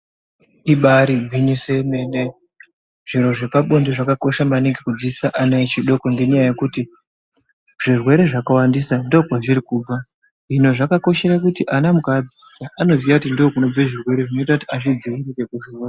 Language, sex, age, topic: Ndau, male, 25-35, health